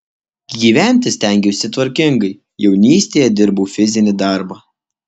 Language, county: Lithuanian, Alytus